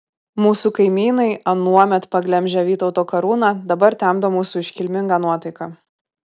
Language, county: Lithuanian, Kaunas